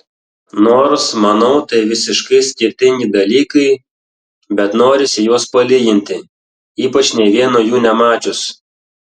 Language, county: Lithuanian, Tauragė